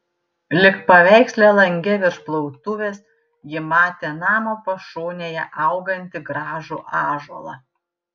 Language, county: Lithuanian, Panevėžys